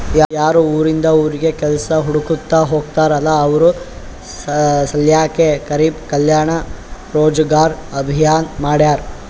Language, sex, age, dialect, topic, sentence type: Kannada, male, 60-100, Northeastern, banking, statement